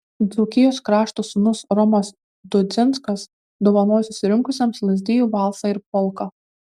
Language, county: Lithuanian, Kaunas